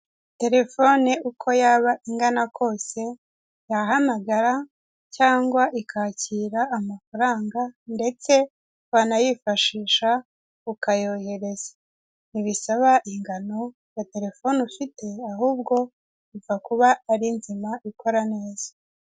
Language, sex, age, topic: Kinyarwanda, female, 18-24, finance